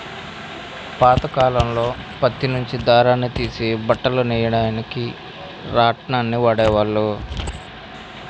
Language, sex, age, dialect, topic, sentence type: Telugu, male, 25-30, Central/Coastal, agriculture, statement